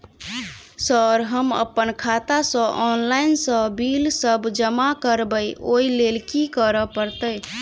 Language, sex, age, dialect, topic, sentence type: Maithili, female, 18-24, Southern/Standard, banking, question